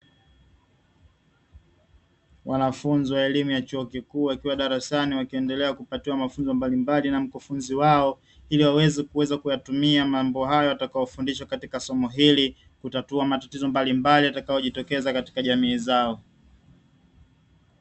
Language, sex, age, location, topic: Swahili, male, 25-35, Dar es Salaam, education